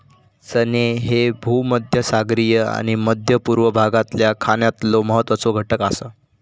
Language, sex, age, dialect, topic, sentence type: Marathi, male, 18-24, Southern Konkan, agriculture, statement